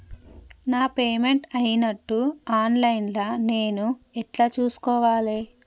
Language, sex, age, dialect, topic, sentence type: Telugu, female, 18-24, Telangana, banking, question